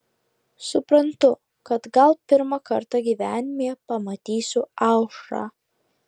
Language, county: Lithuanian, Klaipėda